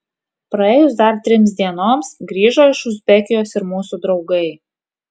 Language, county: Lithuanian, Kaunas